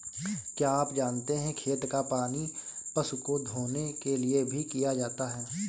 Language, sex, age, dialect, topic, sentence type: Hindi, male, 25-30, Awadhi Bundeli, agriculture, statement